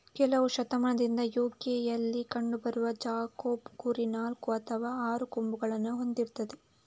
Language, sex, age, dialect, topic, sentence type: Kannada, female, 31-35, Coastal/Dakshin, agriculture, statement